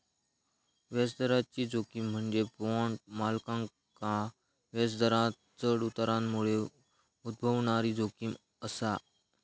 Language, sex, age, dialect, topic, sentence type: Marathi, male, 25-30, Southern Konkan, banking, statement